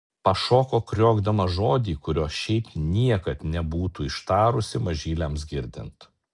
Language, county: Lithuanian, Alytus